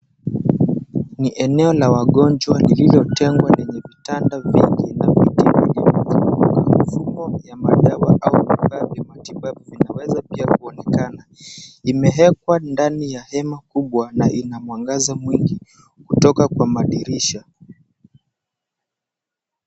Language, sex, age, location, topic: Swahili, male, 18-24, Mombasa, health